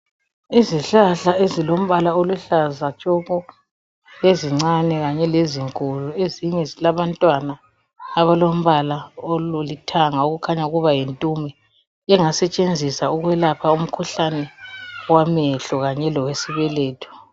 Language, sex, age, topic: North Ndebele, female, 36-49, health